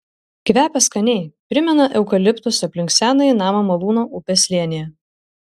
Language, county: Lithuanian, Šiauliai